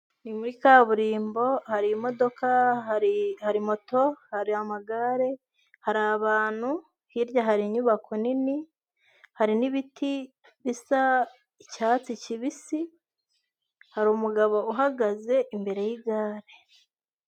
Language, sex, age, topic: Kinyarwanda, female, 18-24, government